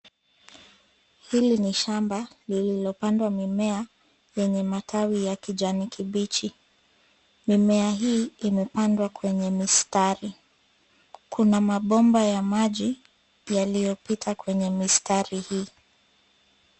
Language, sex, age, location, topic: Swahili, female, 25-35, Nairobi, agriculture